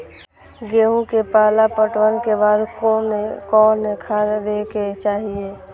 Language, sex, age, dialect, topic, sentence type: Maithili, male, 25-30, Eastern / Thethi, agriculture, question